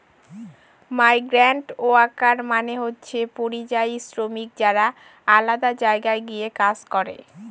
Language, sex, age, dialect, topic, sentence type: Bengali, female, 18-24, Northern/Varendri, agriculture, statement